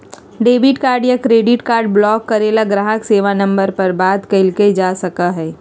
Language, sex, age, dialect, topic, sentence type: Magahi, female, 51-55, Western, banking, statement